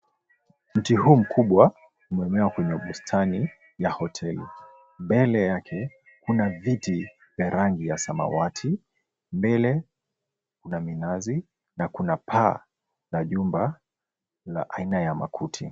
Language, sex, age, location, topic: Swahili, male, 25-35, Mombasa, agriculture